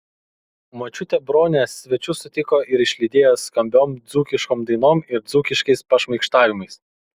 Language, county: Lithuanian, Kaunas